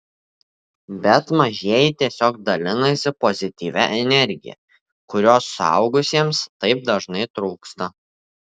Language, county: Lithuanian, Tauragė